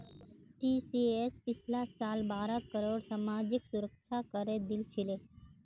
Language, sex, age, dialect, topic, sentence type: Magahi, female, 51-55, Northeastern/Surjapuri, banking, statement